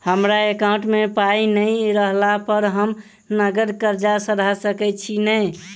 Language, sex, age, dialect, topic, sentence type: Maithili, male, 18-24, Southern/Standard, banking, question